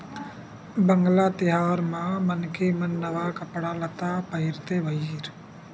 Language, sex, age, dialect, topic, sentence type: Chhattisgarhi, male, 56-60, Western/Budati/Khatahi, agriculture, statement